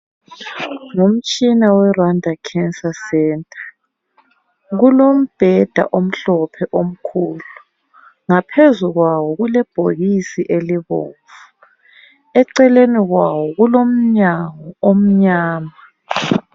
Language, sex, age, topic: North Ndebele, female, 25-35, health